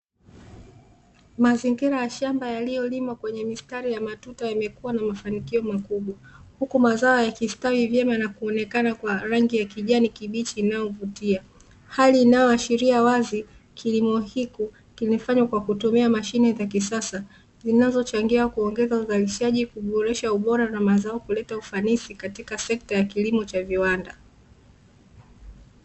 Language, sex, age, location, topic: Swahili, female, 25-35, Dar es Salaam, agriculture